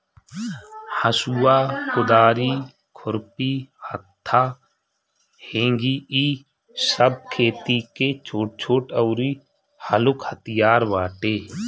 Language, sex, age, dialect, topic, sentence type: Bhojpuri, male, 25-30, Northern, agriculture, statement